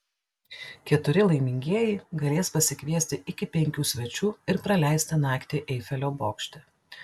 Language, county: Lithuanian, Klaipėda